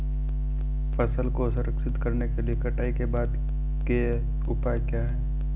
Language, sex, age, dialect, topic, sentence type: Hindi, male, 46-50, Marwari Dhudhari, agriculture, question